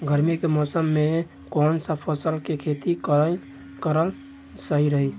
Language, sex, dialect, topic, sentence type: Bhojpuri, male, Southern / Standard, agriculture, question